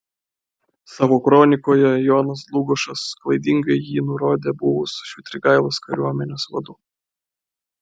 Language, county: Lithuanian, Klaipėda